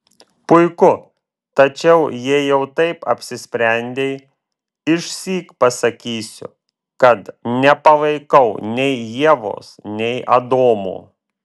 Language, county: Lithuanian, Vilnius